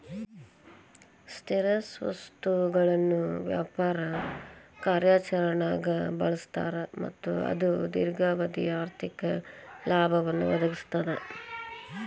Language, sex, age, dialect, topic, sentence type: Kannada, male, 18-24, Dharwad Kannada, banking, statement